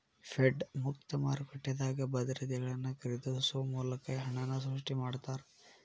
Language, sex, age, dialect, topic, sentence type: Kannada, male, 18-24, Dharwad Kannada, banking, statement